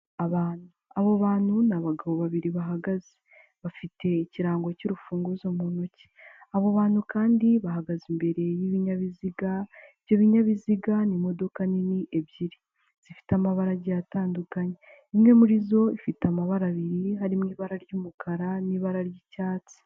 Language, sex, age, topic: Kinyarwanda, female, 18-24, finance